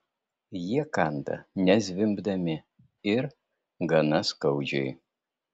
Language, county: Lithuanian, Vilnius